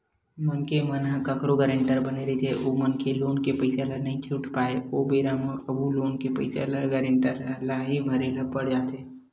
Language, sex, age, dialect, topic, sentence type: Chhattisgarhi, male, 18-24, Western/Budati/Khatahi, banking, statement